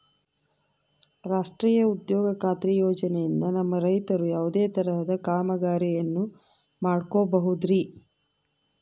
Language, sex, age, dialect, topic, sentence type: Kannada, female, 31-35, Central, agriculture, question